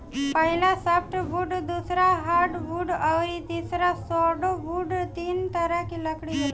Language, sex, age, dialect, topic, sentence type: Bhojpuri, female, 25-30, Southern / Standard, agriculture, statement